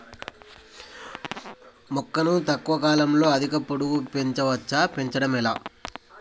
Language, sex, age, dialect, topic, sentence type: Telugu, male, 25-30, Telangana, agriculture, question